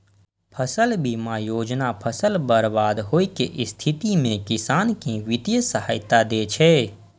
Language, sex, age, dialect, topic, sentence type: Maithili, male, 25-30, Eastern / Thethi, agriculture, statement